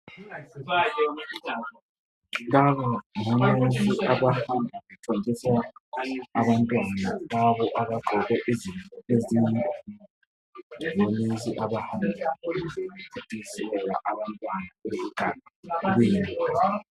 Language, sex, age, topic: North Ndebele, female, 50+, health